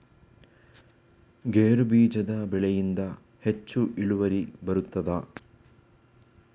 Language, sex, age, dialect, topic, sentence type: Kannada, male, 18-24, Coastal/Dakshin, agriculture, question